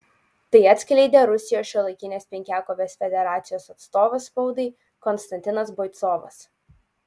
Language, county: Lithuanian, Utena